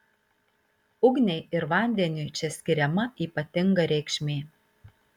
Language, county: Lithuanian, Marijampolė